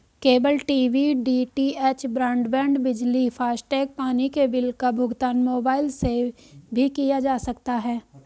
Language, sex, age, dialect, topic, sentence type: Hindi, female, 18-24, Hindustani Malvi Khadi Boli, banking, statement